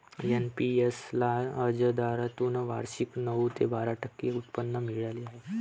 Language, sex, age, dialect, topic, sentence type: Marathi, male, 18-24, Varhadi, banking, statement